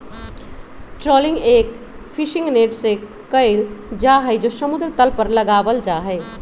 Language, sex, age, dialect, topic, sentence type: Magahi, male, 18-24, Western, agriculture, statement